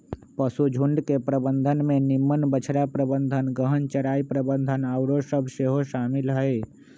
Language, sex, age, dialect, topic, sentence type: Magahi, male, 25-30, Western, agriculture, statement